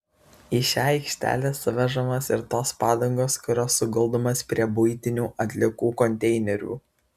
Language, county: Lithuanian, Vilnius